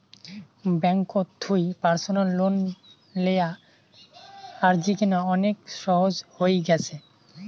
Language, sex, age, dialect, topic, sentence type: Bengali, male, 18-24, Rajbangshi, banking, statement